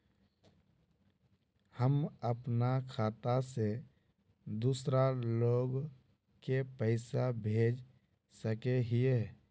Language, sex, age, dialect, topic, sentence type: Magahi, male, 25-30, Northeastern/Surjapuri, banking, question